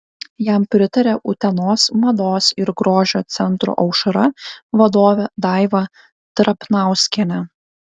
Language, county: Lithuanian, Vilnius